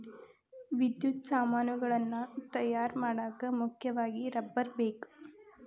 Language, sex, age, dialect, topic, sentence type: Kannada, female, 25-30, Dharwad Kannada, agriculture, statement